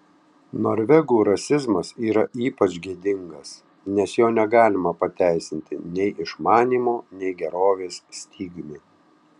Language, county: Lithuanian, Tauragė